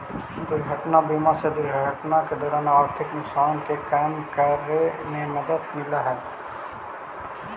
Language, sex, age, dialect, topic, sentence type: Magahi, male, 31-35, Central/Standard, banking, statement